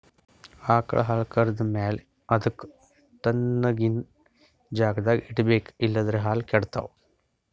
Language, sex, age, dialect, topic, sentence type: Kannada, male, 60-100, Northeastern, agriculture, statement